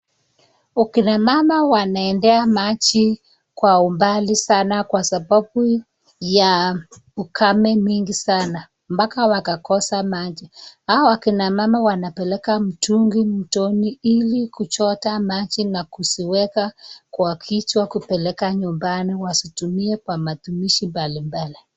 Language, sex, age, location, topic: Swahili, female, 25-35, Nakuru, health